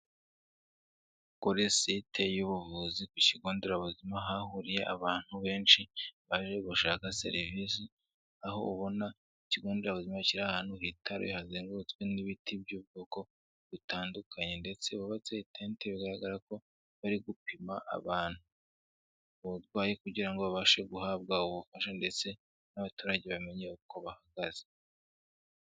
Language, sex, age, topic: Kinyarwanda, male, 18-24, health